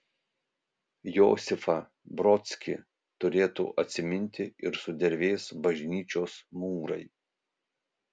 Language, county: Lithuanian, Vilnius